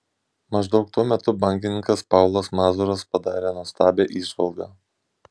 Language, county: Lithuanian, Šiauliai